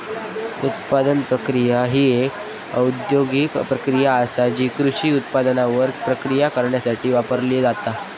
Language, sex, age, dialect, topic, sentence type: Marathi, male, 31-35, Southern Konkan, agriculture, statement